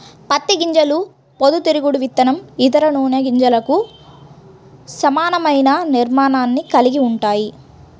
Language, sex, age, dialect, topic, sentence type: Telugu, female, 31-35, Central/Coastal, agriculture, statement